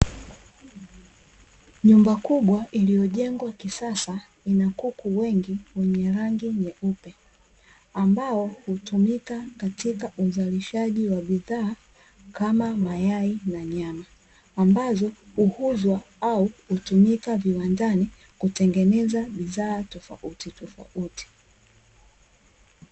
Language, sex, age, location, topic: Swahili, female, 25-35, Dar es Salaam, agriculture